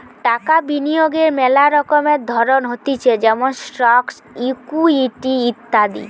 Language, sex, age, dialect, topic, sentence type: Bengali, female, 18-24, Western, banking, statement